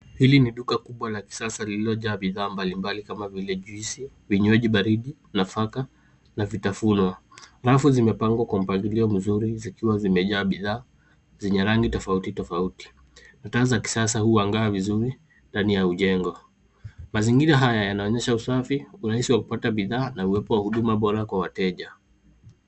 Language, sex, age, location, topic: Swahili, female, 50+, Nairobi, finance